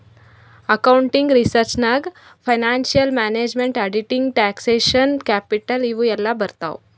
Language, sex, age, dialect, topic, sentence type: Kannada, female, 25-30, Northeastern, banking, statement